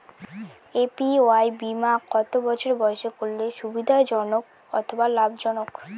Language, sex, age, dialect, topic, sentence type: Bengali, female, 18-24, Northern/Varendri, banking, question